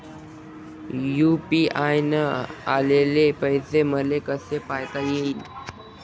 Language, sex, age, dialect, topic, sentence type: Marathi, male, 18-24, Varhadi, banking, question